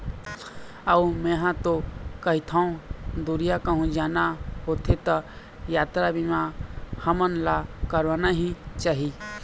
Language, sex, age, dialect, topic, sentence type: Chhattisgarhi, male, 25-30, Eastern, banking, statement